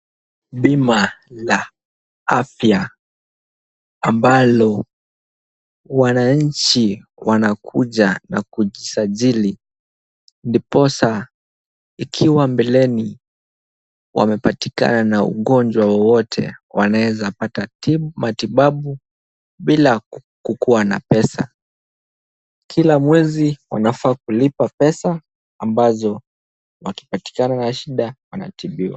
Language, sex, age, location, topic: Swahili, male, 18-24, Kisumu, finance